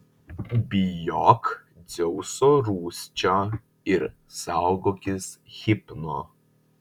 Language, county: Lithuanian, Vilnius